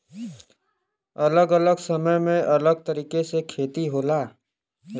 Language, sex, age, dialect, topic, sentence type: Bhojpuri, male, 18-24, Western, agriculture, statement